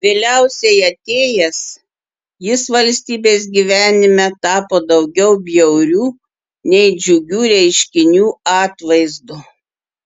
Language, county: Lithuanian, Klaipėda